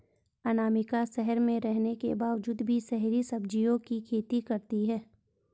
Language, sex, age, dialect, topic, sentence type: Hindi, female, 31-35, Garhwali, agriculture, statement